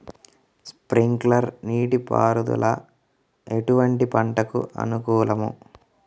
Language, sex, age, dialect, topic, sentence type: Telugu, male, 36-40, Central/Coastal, agriculture, question